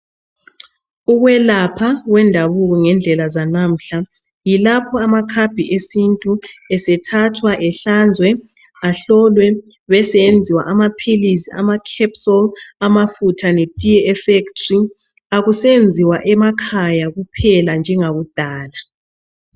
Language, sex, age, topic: North Ndebele, male, 36-49, health